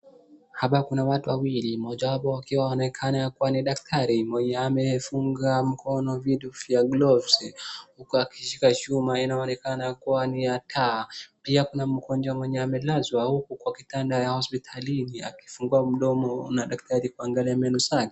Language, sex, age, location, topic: Swahili, male, 25-35, Wajir, health